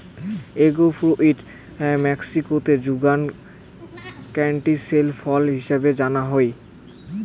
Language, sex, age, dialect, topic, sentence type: Bengali, male, 18-24, Rajbangshi, agriculture, statement